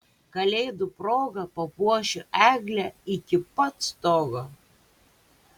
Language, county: Lithuanian, Kaunas